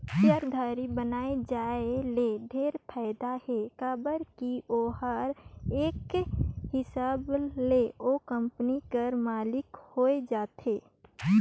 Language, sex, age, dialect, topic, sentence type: Chhattisgarhi, female, 25-30, Northern/Bhandar, banking, statement